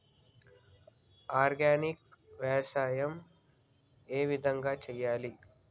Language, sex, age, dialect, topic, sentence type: Telugu, male, 56-60, Telangana, agriculture, question